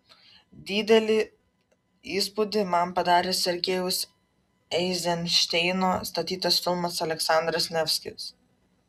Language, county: Lithuanian, Vilnius